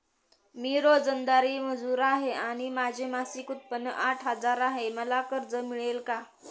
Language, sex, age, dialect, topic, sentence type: Marathi, female, 18-24, Northern Konkan, banking, question